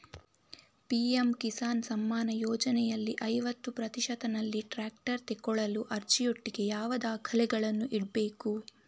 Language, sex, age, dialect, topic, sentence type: Kannada, female, 18-24, Coastal/Dakshin, agriculture, question